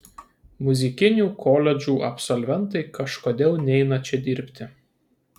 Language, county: Lithuanian, Kaunas